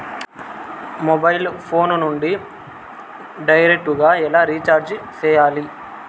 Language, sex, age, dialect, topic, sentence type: Telugu, male, 18-24, Southern, banking, question